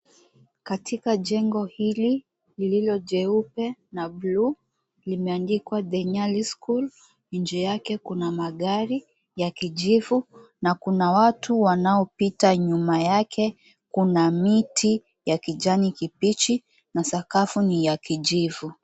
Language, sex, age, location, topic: Swahili, female, 18-24, Mombasa, education